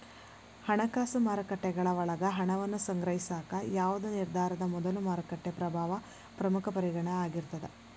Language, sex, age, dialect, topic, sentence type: Kannada, female, 25-30, Dharwad Kannada, banking, statement